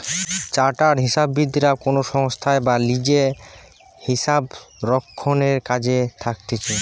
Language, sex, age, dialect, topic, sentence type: Bengali, male, 18-24, Western, banking, statement